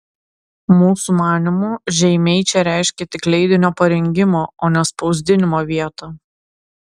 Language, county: Lithuanian, Klaipėda